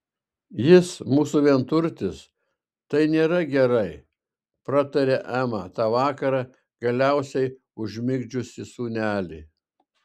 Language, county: Lithuanian, Šiauliai